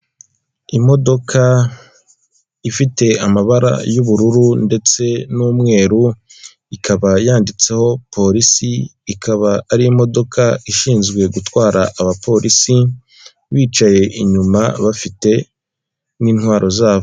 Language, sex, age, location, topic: Kinyarwanda, male, 25-35, Kigali, government